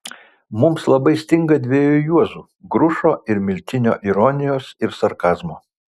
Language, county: Lithuanian, Vilnius